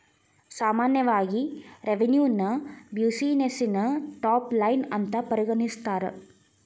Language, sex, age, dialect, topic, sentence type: Kannada, female, 18-24, Dharwad Kannada, banking, statement